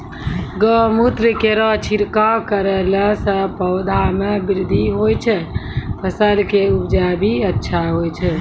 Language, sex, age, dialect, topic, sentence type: Maithili, female, 41-45, Angika, agriculture, question